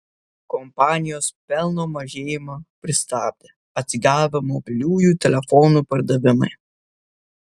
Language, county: Lithuanian, Vilnius